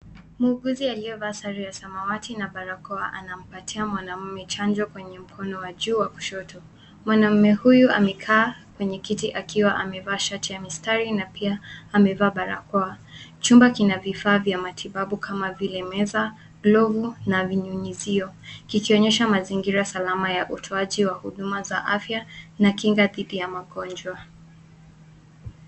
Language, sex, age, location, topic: Swahili, female, 18-24, Nairobi, health